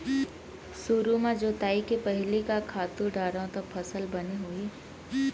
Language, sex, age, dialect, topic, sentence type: Chhattisgarhi, female, 18-24, Central, agriculture, question